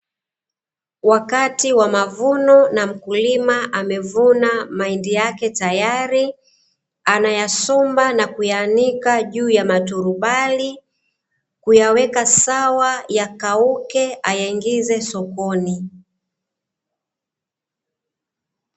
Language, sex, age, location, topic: Swahili, female, 25-35, Dar es Salaam, agriculture